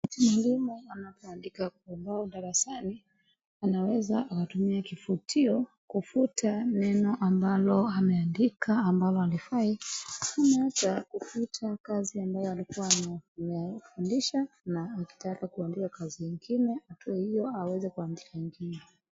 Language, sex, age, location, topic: Swahili, female, 25-35, Wajir, education